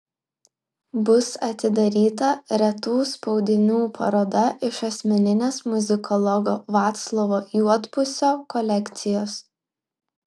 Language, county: Lithuanian, Klaipėda